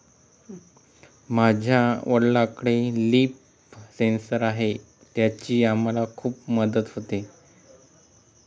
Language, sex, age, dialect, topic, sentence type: Marathi, male, 36-40, Northern Konkan, agriculture, statement